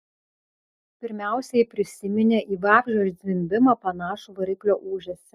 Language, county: Lithuanian, Vilnius